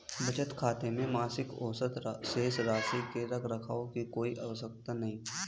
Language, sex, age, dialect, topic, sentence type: Hindi, male, 18-24, Hindustani Malvi Khadi Boli, banking, statement